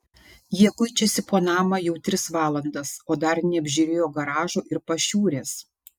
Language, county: Lithuanian, Šiauliai